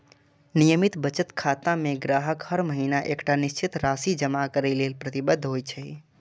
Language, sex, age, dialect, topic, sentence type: Maithili, male, 41-45, Eastern / Thethi, banking, statement